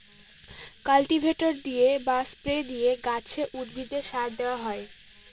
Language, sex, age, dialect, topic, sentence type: Bengali, female, 18-24, Northern/Varendri, agriculture, statement